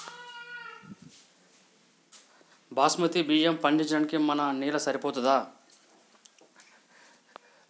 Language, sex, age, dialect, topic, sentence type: Telugu, male, 41-45, Telangana, agriculture, question